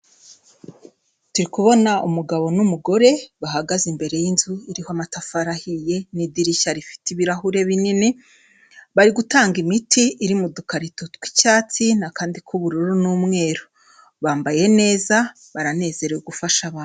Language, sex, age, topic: Kinyarwanda, female, 25-35, health